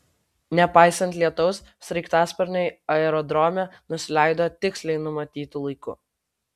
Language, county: Lithuanian, Vilnius